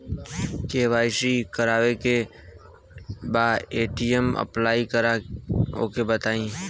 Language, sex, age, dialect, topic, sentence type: Bhojpuri, male, 18-24, Western, banking, question